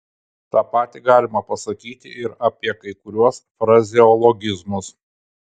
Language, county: Lithuanian, Kaunas